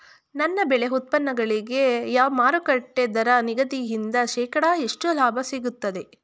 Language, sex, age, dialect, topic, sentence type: Kannada, female, 36-40, Mysore Kannada, agriculture, question